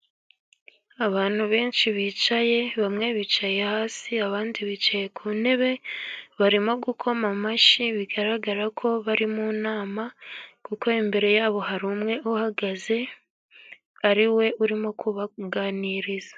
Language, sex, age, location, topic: Kinyarwanda, female, 18-24, Gakenke, government